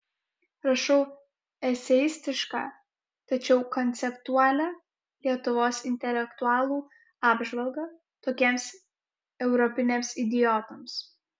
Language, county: Lithuanian, Kaunas